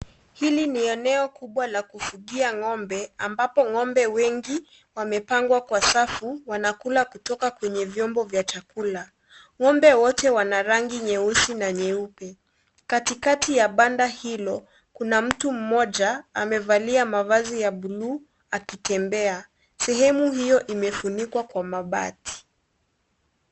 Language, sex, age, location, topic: Swahili, female, 25-35, Kisii, agriculture